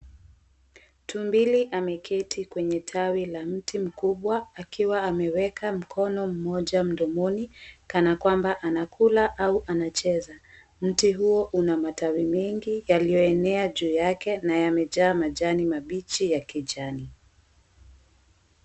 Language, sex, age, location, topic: Swahili, female, 18-24, Mombasa, agriculture